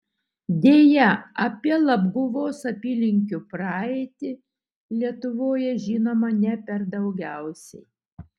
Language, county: Lithuanian, Utena